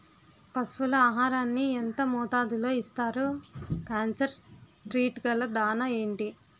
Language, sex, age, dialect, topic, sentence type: Telugu, female, 18-24, Utterandhra, agriculture, question